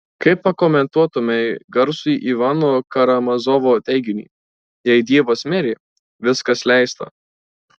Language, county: Lithuanian, Marijampolė